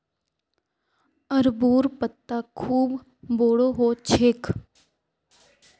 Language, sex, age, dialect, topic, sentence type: Magahi, female, 18-24, Northeastern/Surjapuri, agriculture, statement